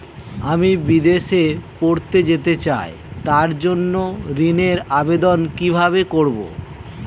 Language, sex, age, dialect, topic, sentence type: Bengali, male, 36-40, Standard Colloquial, banking, question